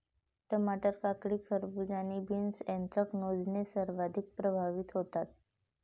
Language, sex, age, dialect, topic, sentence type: Marathi, female, 31-35, Varhadi, agriculture, statement